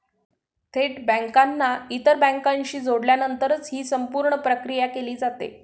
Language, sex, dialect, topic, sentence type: Marathi, female, Standard Marathi, banking, statement